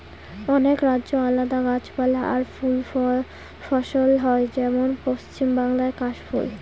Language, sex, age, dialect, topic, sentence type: Bengali, female, 18-24, Northern/Varendri, agriculture, statement